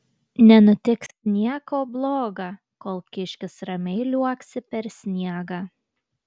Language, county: Lithuanian, Kaunas